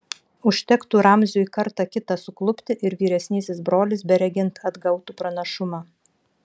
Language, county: Lithuanian, Vilnius